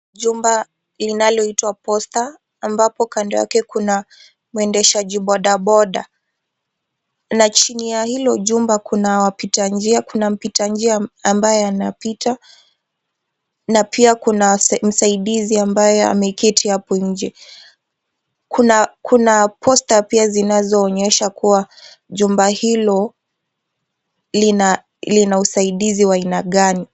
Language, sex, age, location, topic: Swahili, female, 36-49, Nakuru, government